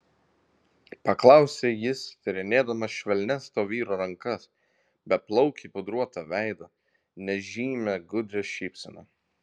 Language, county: Lithuanian, Vilnius